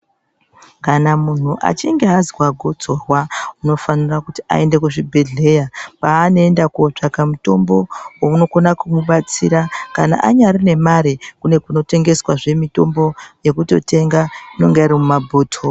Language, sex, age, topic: Ndau, female, 36-49, health